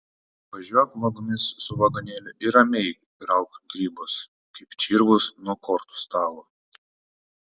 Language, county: Lithuanian, Panevėžys